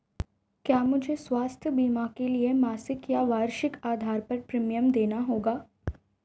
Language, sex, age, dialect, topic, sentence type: Hindi, female, 18-24, Marwari Dhudhari, banking, question